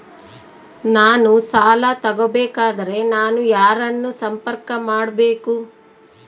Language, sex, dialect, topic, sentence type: Kannada, female, Central, banking, question